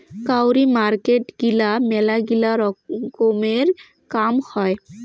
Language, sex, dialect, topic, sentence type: Bengali, female, Rajbangshi, banking, statement